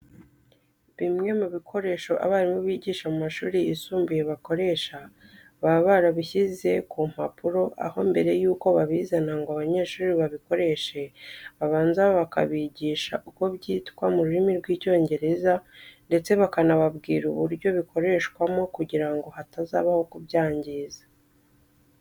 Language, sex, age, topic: Kinyarwanda, female, 25-35, education